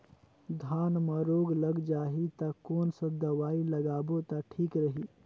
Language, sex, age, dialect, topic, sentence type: Chhattisgarhi, male, 18-24, Northern/Bhandar, agriculture, question